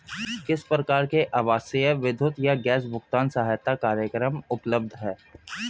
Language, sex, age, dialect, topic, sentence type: Hindi, male, 25-30, Hindustani Malvi Khadi Boli, banking, question